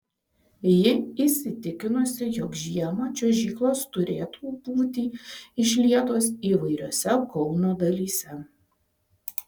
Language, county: Lithuanian, Vilnius